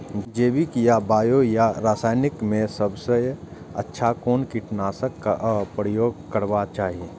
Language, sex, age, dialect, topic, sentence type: Maithili, male, 25-30, Eastern / Thethi, agriculture, question